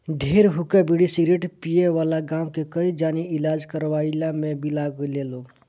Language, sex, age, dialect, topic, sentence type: Bhojpuri, male, 25-30, Northern, agriculture, statement